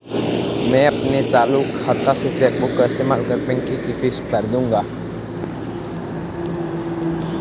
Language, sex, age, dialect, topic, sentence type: Hindi, male, 18-24, Marwari Dhudhari, banking, statement